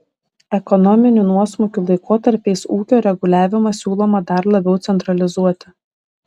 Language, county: Lithuanian, Šiauliai